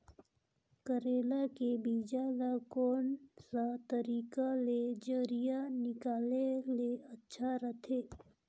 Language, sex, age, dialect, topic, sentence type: Chhattisgarhi, female, 31-35, Northern/Bhandar, agriculture, question